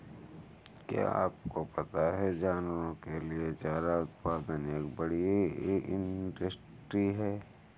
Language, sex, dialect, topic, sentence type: Hindi, male, Kanauji Braj Bhasha, agriculture, statement